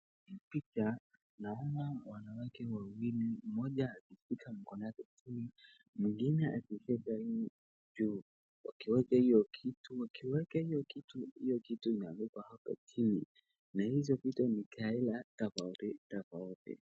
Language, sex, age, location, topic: Swahili, male, 36-49, Wajir, health